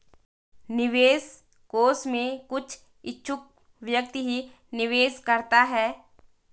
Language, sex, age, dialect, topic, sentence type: Hindi, female, 18-24, Garhwali, banking, statement